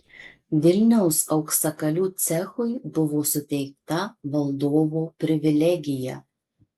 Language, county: Lithuanian, Marijampolė